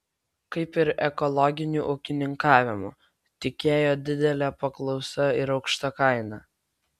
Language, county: Lithuanian, Vilnius